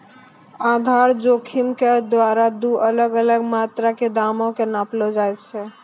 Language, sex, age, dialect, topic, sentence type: Maithili, female, 18-24, Angika, banking, statement